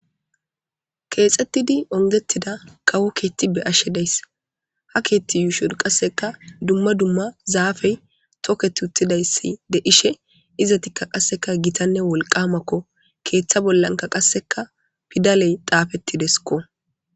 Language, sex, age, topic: Gamo, female, 25-35, government